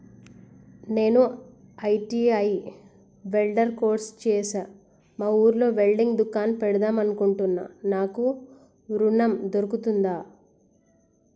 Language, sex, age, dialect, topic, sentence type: Telugu, female, 18-24, Telangana, banking, question